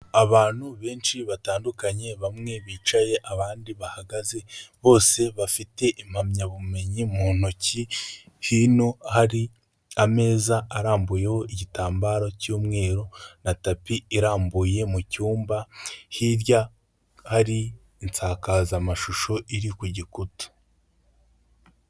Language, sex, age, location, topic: Kinyarwanda, male, 25-35, Kigali, health